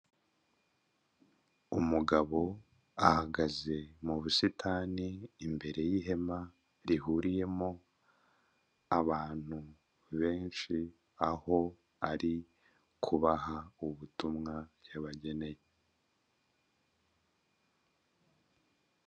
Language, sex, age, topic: Kinyarwanda, male, 25-35, government